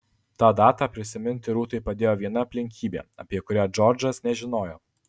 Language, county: Lithuanian, Alytus